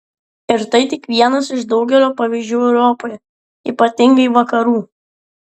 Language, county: Lithuanian, Klaipėda